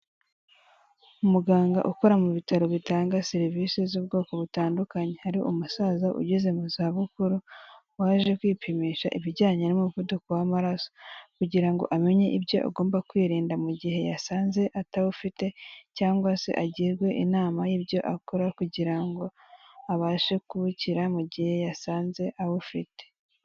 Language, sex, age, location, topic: Kinyarwanda, female, 18-24, Kigali, health